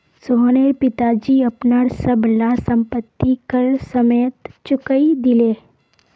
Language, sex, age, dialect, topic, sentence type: Magahi, female, 18-24, Northeastern/Surjapuri, banking, statement